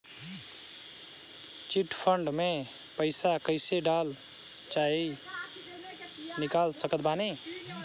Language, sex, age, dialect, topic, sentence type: Bhojpuri, male, 25-30, Southern / Standard, banking, question